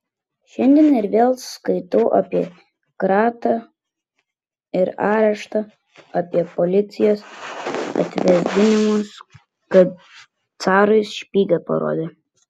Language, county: Lithuanian, Klaipėda